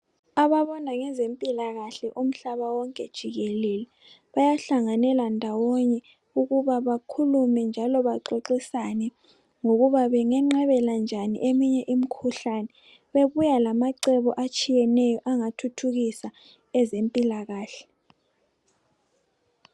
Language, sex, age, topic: North Ndebele, female, 25-35, health